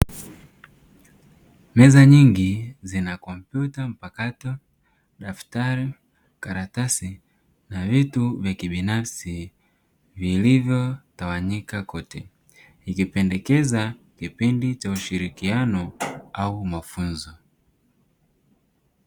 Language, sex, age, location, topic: Swahili, male, 18-24, Dar es Salaam, education